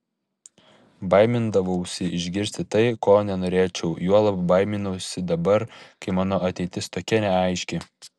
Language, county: Lithuanian, Vilnius